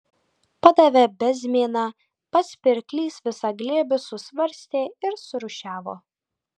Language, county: Lithuanian, Kaunas